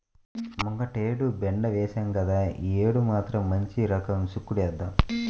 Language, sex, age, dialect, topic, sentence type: Telugu, male, 25-30, Central/Coastal, agriculture, statement